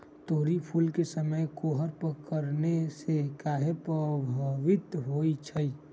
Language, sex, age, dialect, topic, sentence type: Magahi, male, 18-24, Western, agriculture, question